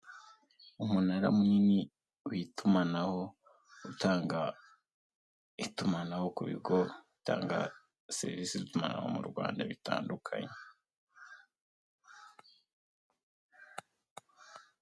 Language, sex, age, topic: Kinyarwanda, male, 18-24, government